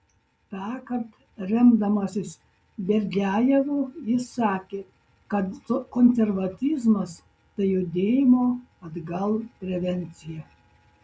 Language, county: Lithuanian, Šiauliai